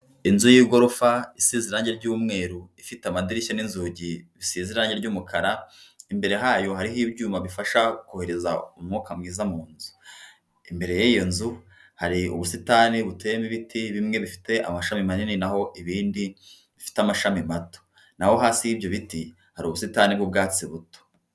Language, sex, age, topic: Kinyarwanda, female, 50+, finance